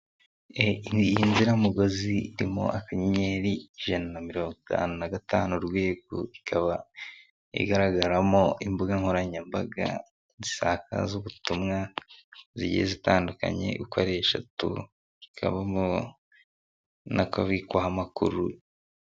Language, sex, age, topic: Kinyarwanda, male, 18-24, government